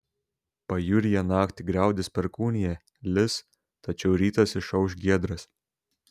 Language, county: Lithuanian, Šiauliai